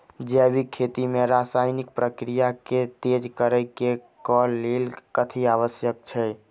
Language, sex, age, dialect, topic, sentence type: Maithili, male, 18-24, Southern/Standard, agriculture, question